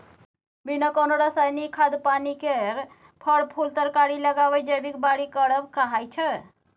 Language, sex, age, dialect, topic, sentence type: Maithili, female, 60-100, Bajjika, agriculture, statement